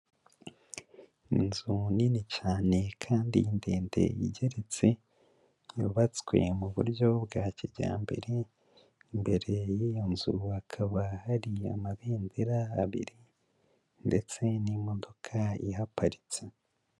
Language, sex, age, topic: Kinyarwanda, male, 25-35, education